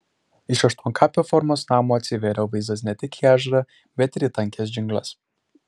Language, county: Lithuanian, Šiauliai